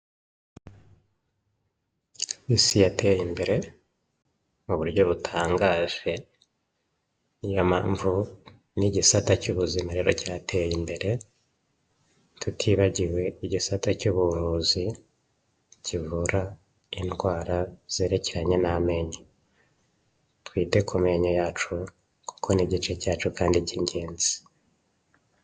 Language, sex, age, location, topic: Kinyarwanda, male, 25-35, Huye, health